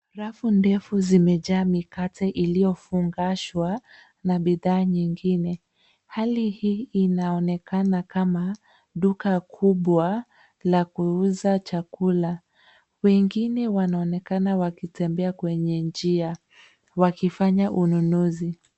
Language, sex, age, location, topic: Swahili, female, 36-49, Nairobi, finance